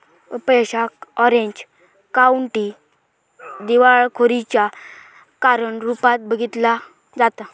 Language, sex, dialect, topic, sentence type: Marathi, male, Southern Konkan, banking, statement